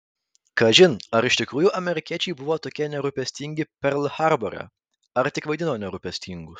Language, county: Lithuanian, Vilnius